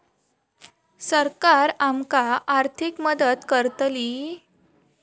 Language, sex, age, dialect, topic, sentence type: Marathi, female, 18-24, Southern Konkan, agriculture, question